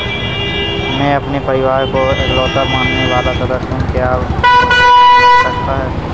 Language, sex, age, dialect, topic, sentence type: Hindi, male, 18-24, Awadhi Bundeli, banking, question